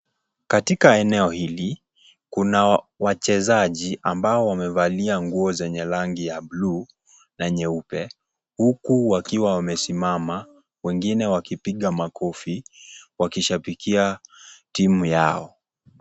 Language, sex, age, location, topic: Swahili, male, 18-24, Kisii, government